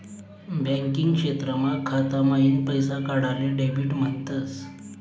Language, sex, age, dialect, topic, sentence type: Marathi, male, 25-30, Northern Konkan, banking, statement